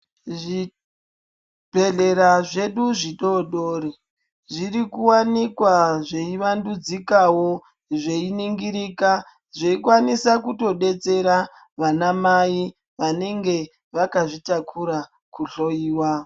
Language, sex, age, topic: Ndau, female, 25-35, health